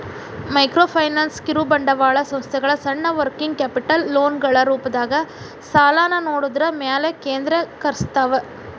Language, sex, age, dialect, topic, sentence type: Kannada, female, 31-35, Dharwad Kannada, banking, statement